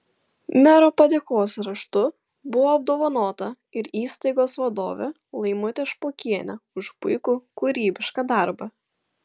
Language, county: Lithuanian, Klaipėda